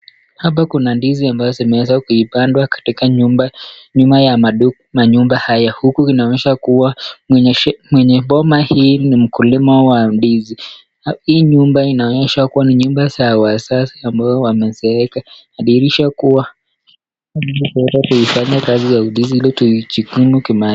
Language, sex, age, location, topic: Swahili, male, 25-35, Nakuru, agriculture